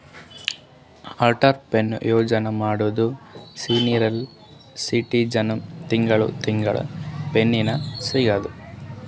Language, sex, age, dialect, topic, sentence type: Kannada, male, 18-24, Northeastern, banking, statement